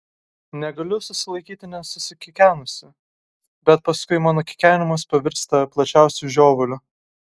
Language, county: Lithuanian, Kaunas